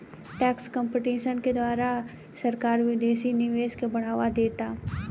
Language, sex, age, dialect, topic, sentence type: Bhojpuri, female, 18-24, Southern / Standard, banking, statement